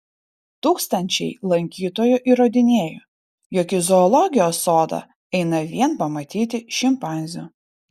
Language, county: Lithuanian, Vilnius